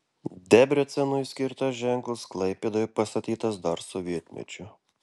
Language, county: Lithuanian, Klaipėda